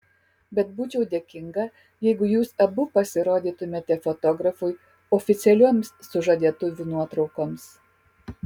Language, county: Lithuanian, Kaunas